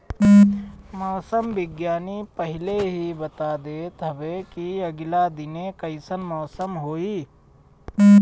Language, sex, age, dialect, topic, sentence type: Bhojpuri, male, 31-35, Northern, agriculture, statement